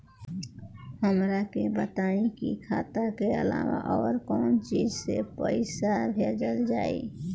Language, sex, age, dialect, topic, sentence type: Bhojpuri, male, 18-24, Northern, banking, question